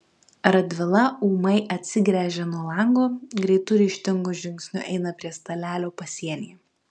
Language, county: Lithuanian, Kaunas